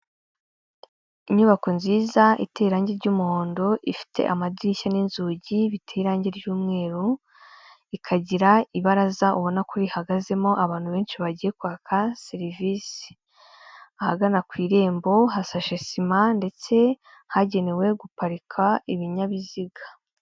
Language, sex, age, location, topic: Kinyarwanda, female, 18-24, Kigali, health